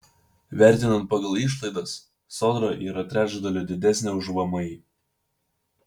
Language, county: Lithuanian, Vilnius